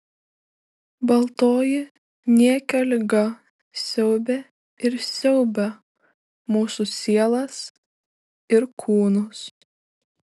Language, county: Lithuanian, Šiauliai